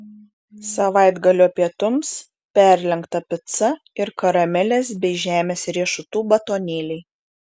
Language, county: Lithuanian, Šiauliai